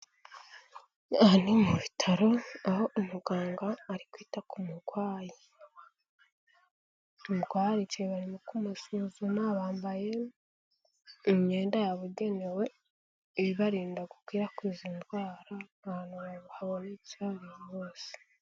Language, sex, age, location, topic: Kinyarwanda, female, 18-24, Kigali, health